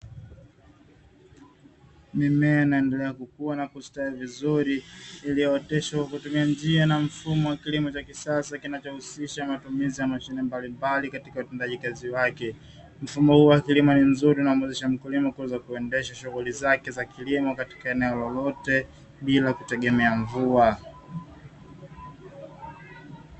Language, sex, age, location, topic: Swahili, male, 25-35, Dar es Salaam, agriculture